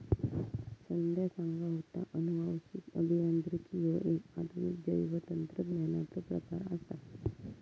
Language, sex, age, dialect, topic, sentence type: Marathi, female, 25-30, Southern Konkan, agriculture, statement